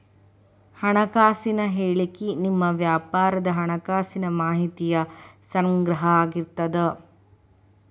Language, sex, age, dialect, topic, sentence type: Kannada, female, 25-30, Dharwad Kannada, banking, statement